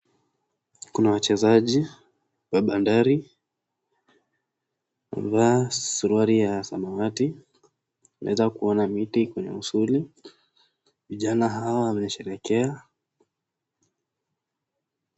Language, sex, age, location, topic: Swahili, male, 18-24, Nakuru, government